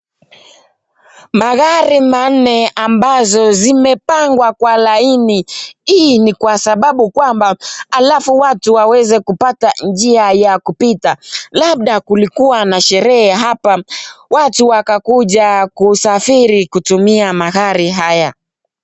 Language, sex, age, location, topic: Swahili, male, 18-24, Nakuru, finance